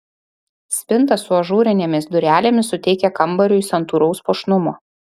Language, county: Lithuanian, Šiauliai